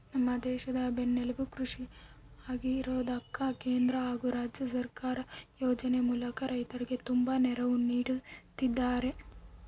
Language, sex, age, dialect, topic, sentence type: Kannada, female, 18-24, Central, agriculture, statement